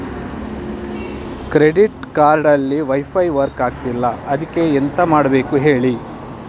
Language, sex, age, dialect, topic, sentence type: Kannada, male, 18-24, Coastal/Dakshin, banking, question